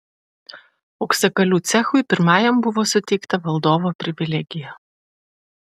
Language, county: Lithuanian, Šiauliai